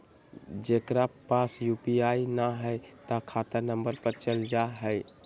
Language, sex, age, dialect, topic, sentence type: Magahi, male, 18-24, Western, banking, question